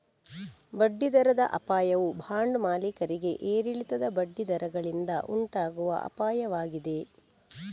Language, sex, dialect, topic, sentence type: Kannada, female, Coastal/Dakshin, banking, statement